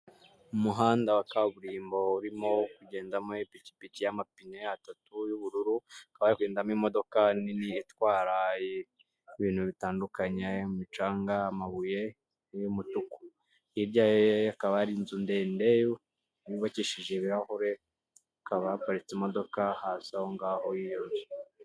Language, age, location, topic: Kinyarwanda, 25-35, Kigali, government